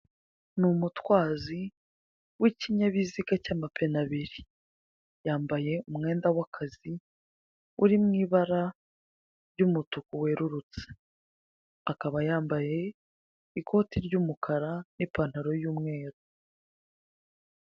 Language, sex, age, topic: Kinyarwanda, female, 25-35, finance